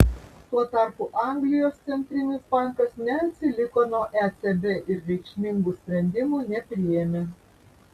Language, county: Lithuanian, Vilnius